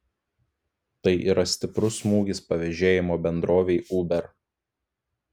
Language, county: Lithuanian, Klaipėda